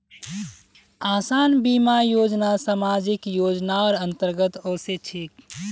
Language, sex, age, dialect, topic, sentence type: Magahi, male, 18-24, Northeastern/Surjapuri, banking, statement